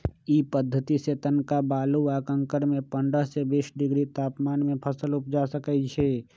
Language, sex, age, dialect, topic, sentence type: Magahi, male, 25-30, Western, agriculture, statement